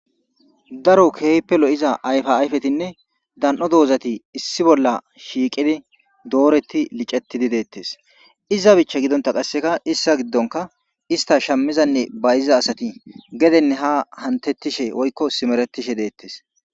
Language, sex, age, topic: Gamo, male, 18-24, agriculture